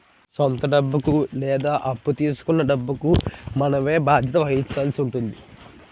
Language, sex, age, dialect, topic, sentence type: Telugu, male, 18-24, Utterandhra, banking, statement